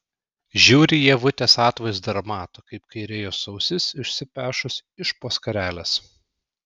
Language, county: Lithuanian, Klaipėda